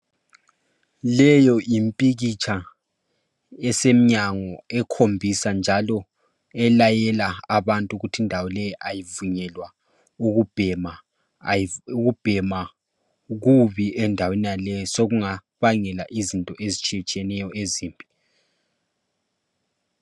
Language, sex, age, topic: North Ndebele, male, 25-35, education